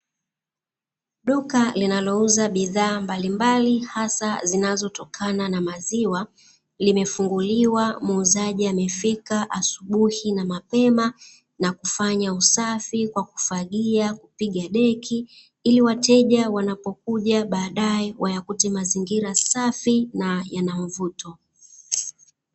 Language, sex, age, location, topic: Swahili, female, 36-49, Dar es Salaam, finance